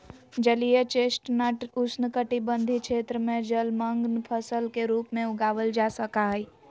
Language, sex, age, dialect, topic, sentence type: Magahi, female, 56-60, Western, agriculture, statement